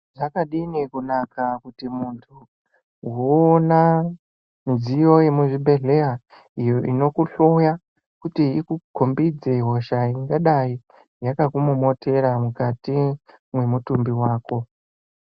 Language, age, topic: Ndau, 25-35, health